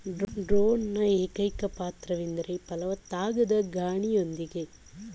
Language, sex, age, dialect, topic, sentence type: Kannada, female, 18-24, Mysore Kannada, agriculture, statement